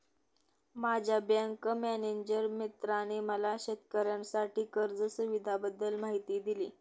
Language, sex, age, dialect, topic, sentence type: Marathi, female, 18-24, Northern Konkan, agriculture, statement